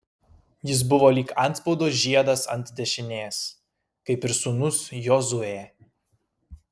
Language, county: Lithuanian, Kaunas